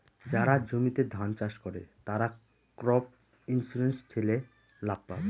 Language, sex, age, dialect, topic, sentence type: Bengali, male, 31-35, Northern/Varendri, banking, statement